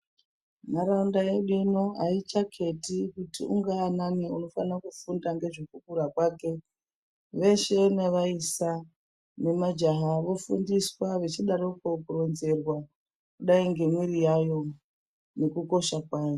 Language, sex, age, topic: Ndau, female, 25-35, health